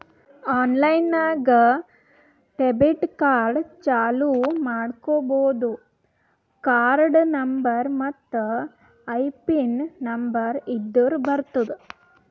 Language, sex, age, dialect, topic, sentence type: Kannada, female, 18-24, Northeastern, banking, statement